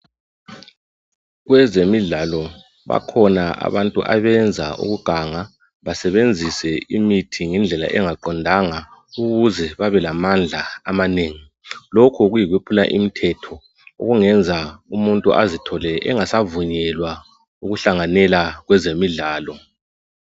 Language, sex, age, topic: North Ndebele, male, 36-49, health